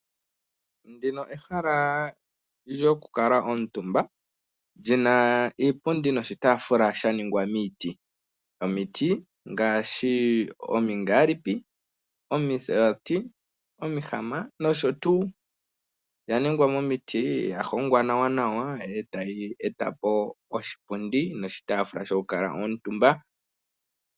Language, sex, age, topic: Oshiwambo, male, 18-24, finance